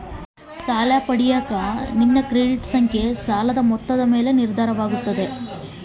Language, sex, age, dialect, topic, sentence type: Kannada, female, 25-30, Central, banking, question